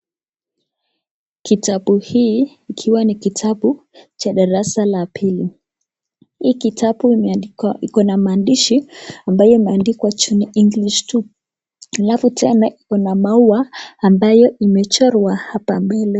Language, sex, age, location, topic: Swahili, female, 18-24, Nakuru, education